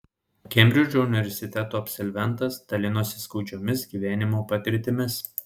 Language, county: Lithuanian, Šiauliai